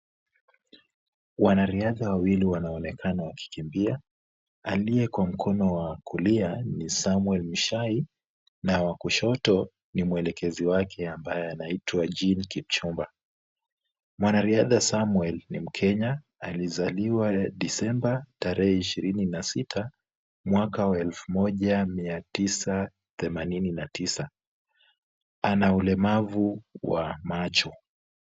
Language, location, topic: Swahili, Kisumu, education